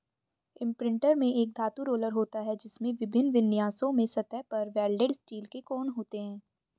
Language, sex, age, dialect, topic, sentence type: Hindi, female, 25-30, Hindustani Malvi Khadi Boli, agriculture, statement